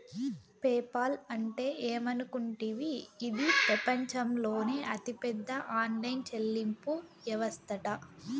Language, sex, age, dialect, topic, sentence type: Telugu, female, 18-24, Southern, banking, statement